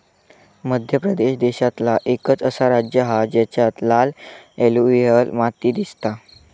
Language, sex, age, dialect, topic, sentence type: Marathi, male, 25-30, Southern Konkan, agriculture, statement